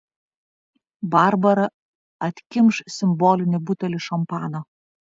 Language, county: Lithuanian, Vilnius